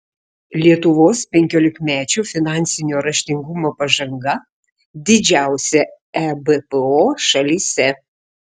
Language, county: Lithuanian, Šiauliai